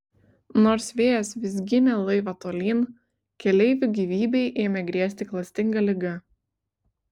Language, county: Lithuanian, Vilnius